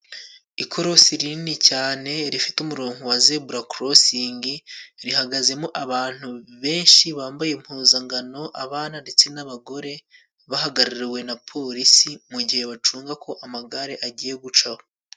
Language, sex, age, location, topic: Kinyarwanda, male, 18-24, Musanze, government